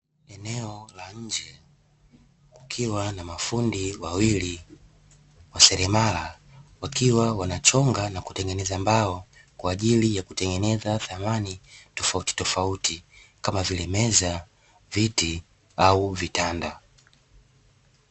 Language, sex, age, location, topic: Swahili, male, 18-24, Dar es Salaam, finance